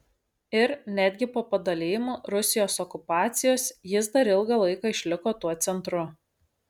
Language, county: Lithuanian, Šiauliai